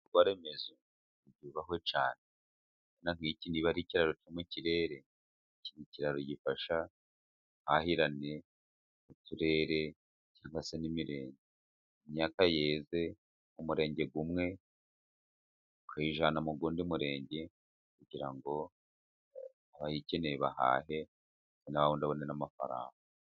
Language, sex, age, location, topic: Kinyarwanda, male, 36-49, Musanze, government